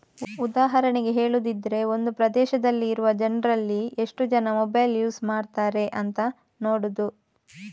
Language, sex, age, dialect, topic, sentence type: Kannada, female, 31-35, Coastal/Dakshin, banking, statement